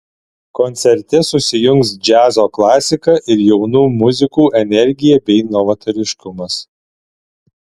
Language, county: Lithuanian, Alytus